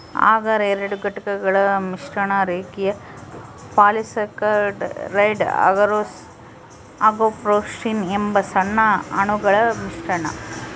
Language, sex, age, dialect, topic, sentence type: Kannada, female, 18-24, Central, agriculture, statement